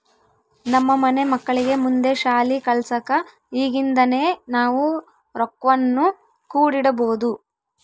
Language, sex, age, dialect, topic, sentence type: Kannada, female, 18-24, Central, banking, statement